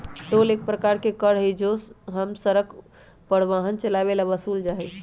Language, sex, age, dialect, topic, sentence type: Magahi, male, 18-24, Western, banking, statement